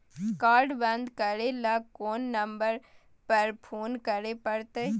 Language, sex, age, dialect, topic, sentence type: Maithili, female, 18-24, Bajjika, banking, question